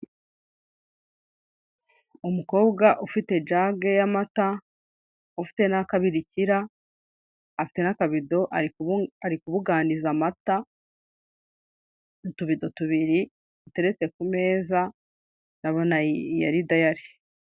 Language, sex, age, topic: Kinyarwanda, female, 36-49, finance